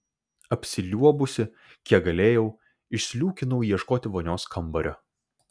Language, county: Lithuanian, Vilnius